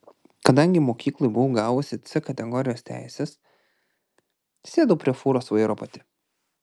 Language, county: Lithuanian, Klaipėda